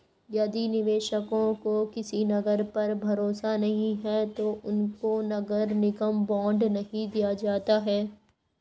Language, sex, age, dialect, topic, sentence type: Hindi, female, 51-55, Hindustani Malvi Khadi Boli, banking, statement